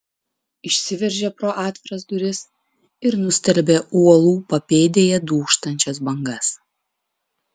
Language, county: Lithuanian, Klaipėda